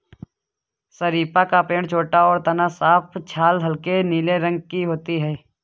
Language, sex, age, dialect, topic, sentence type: Hindi, male, 18-24, Kanauji Braj Bhasha, agriculture, statement